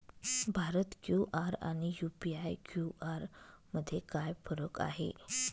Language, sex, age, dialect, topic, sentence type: Marathi, female, 25-30, Northern Konkan, banking, question